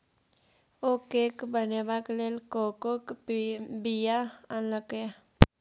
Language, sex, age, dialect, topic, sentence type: Maithili, male, 36-40, Bajjika, agriculture, statement